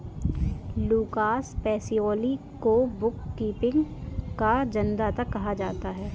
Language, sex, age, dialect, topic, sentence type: Hindi, female, 18-24, Kanauji Braj Bhasha, banking, statement